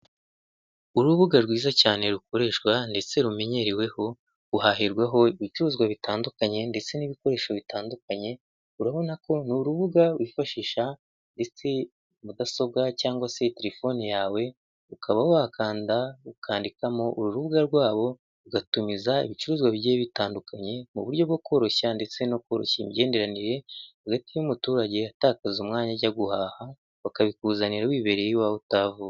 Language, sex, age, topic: Kinyarwanda, male, 18-24, finance